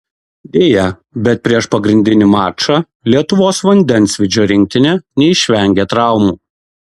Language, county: Lithuanian, Kaunas